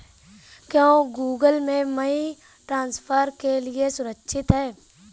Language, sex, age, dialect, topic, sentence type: Hindi, male, 18-24, Marwari Dhudhari, banking, question